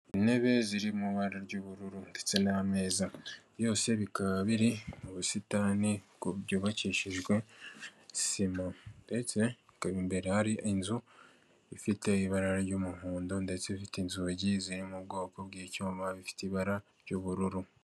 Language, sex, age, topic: Kinyarwanda, male, 18-24, finance